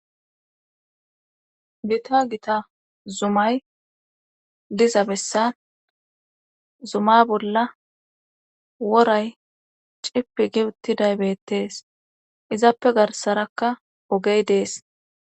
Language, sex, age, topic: Gamo, female, 25-35, government